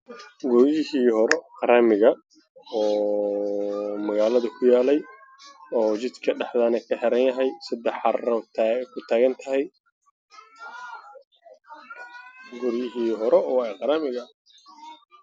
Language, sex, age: Somali, male, 18-24